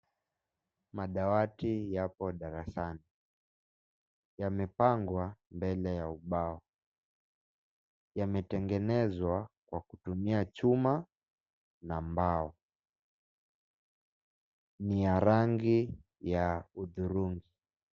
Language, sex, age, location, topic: Swahili, male, 18-24, Mombasa, education